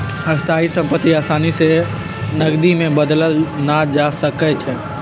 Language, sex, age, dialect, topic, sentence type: Magahi, male, 56-60, Western, banking, statement